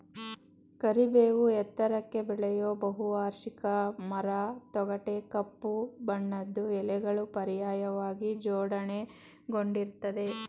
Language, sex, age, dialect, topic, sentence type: Kannada, female, 31-35, Mysore Kannada, agriculture, statement